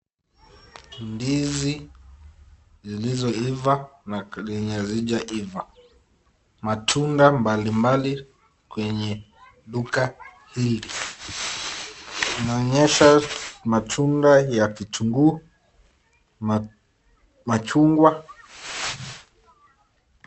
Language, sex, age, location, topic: Swahili, male, 25-35, Nakuru, agriculture